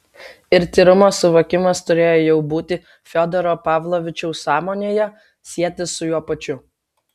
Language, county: Lithuanian, Vilnius